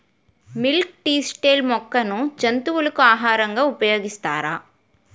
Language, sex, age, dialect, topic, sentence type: Telugu, female, 18-24, Utterandhra, agriculture, question